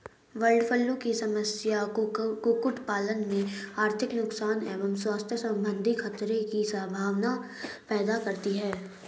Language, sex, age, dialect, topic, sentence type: Hindi, female, 36-40, Hindustani Malvi Khadi Boli, agriculture, statement